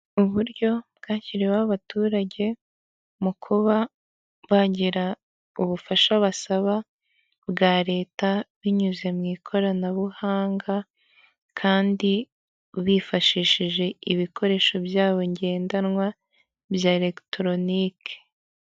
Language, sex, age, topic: Kinyarwanda, female, 18-24, government